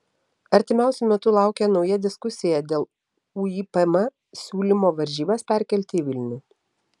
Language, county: Lithuanian, Telšiai